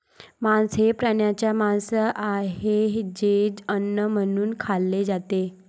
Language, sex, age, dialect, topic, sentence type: Marathi, female, 25-30, Varhadi, agriculture, statement